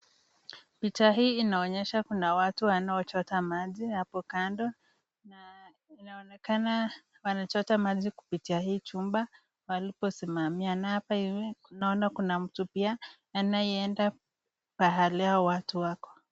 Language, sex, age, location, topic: Swahili, female, 50+, Nakuru, health